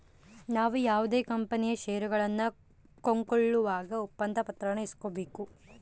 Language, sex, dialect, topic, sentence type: Kannada, female, Central, banking, statement